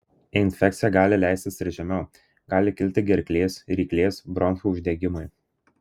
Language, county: Lithuanian, Marijampolė